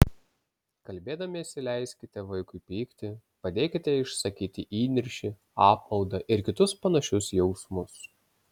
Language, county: Lithuanian, Vilnius